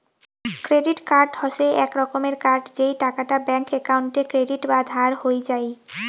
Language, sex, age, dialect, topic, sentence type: Bengali, female, 18-24, Rajbangshi, banking, statement